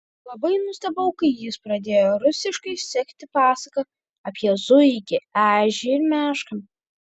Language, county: Lithuanian, Kaunas